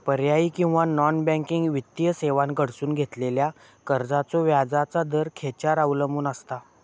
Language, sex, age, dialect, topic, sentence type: Marathi, male, 18-24, Southern Konkan, banking, question